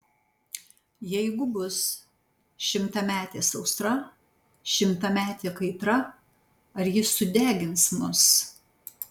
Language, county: Lithuanian, Panevėžys